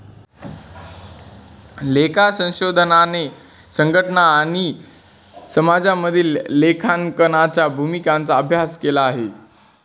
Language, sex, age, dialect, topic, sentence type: Marathi, male, 18-24, Northern Konkan, banking, statement